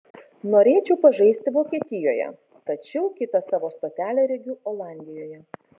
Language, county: Lithuanian, Kaunas